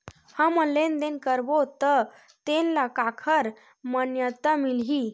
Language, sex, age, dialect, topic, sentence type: Chhattisgarhi, female, 60-100, Western/Budati/Khatahi, banking, question